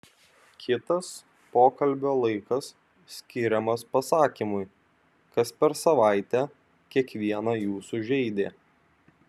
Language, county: Lithuanian, Vilnius